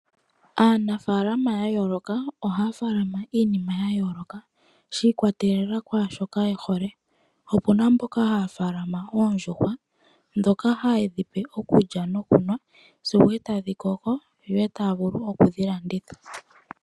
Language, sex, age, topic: Oshiwambo, male, 25-35, agriculture